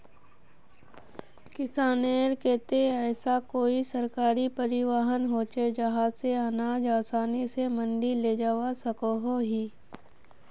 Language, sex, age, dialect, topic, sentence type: Magahi, female, 18-24, Northeastern/Surjapuri, agriculture, question